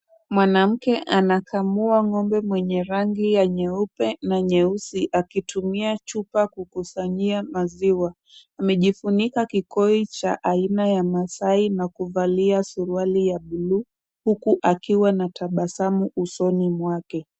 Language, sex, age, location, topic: Swahili, female, 25-35, Kisumu, agriculture